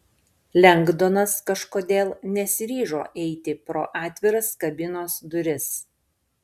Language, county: Lithuanian, Panevėžys